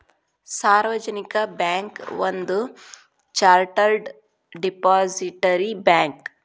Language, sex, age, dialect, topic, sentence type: Kannada, female, 36-40, Dharwad Kannada, banking, statement